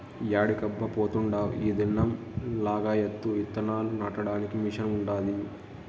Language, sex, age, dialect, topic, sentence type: Telugu, male, 31-35, Southern, agriculture, statement